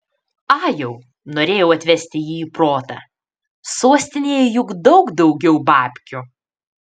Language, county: Lithuanian, Panevėžys